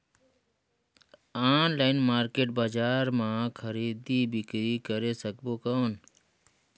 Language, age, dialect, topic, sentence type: Chhattisgarhi, 41-45, Northern/Bhandar, agriculture, question